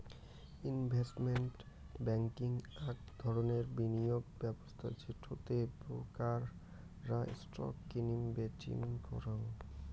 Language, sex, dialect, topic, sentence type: Bengali, male, Rajbangshi, banking, statement